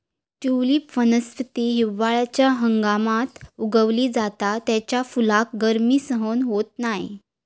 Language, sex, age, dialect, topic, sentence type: Marathi, female, 31-35, Southern Konkan, agriculture, statement